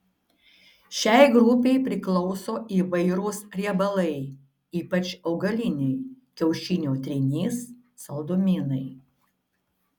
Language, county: Lithuanian, Šiauliai